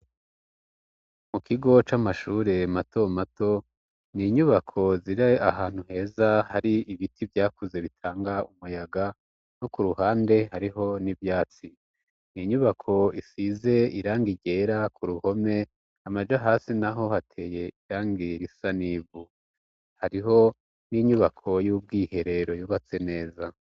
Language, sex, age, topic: Rundi, male, 36-49, education